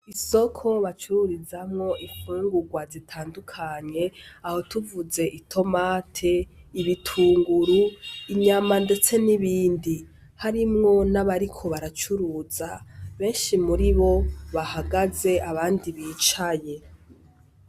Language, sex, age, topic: Rundi, female, 18-24, agriculture